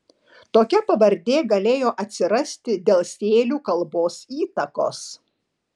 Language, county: Lithuanian, Panevėžys